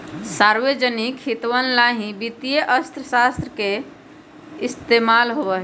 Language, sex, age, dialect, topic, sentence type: Magahi, female, 31-35, Western, banking, statement